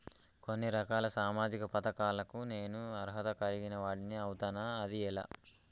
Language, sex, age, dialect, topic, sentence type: Telugu, male, 18-24, Telangana, banking, question